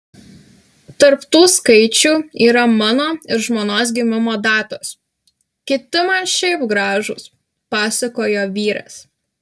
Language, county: Lithuanian, Alytus